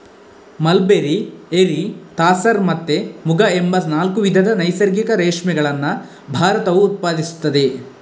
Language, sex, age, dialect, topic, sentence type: Kannada, male, 41-45, Coastal/Dakshin, agriculture, statement